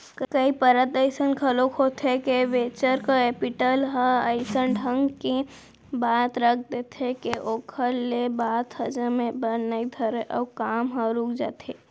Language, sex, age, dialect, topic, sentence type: Chhattisgarhi, female, 18-24, Central, banking, statement